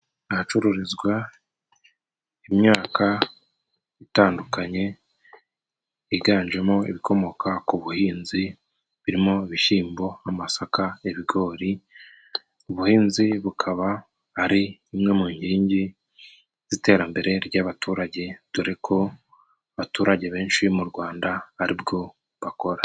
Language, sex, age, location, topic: Kinyarwanda, male, 36-49, Musanze, agriculture